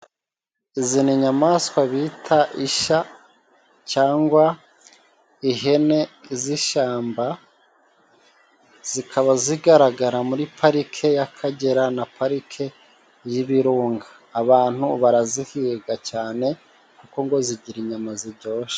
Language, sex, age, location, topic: Kinyarwanda, male, 36-49, Musanze, agriculture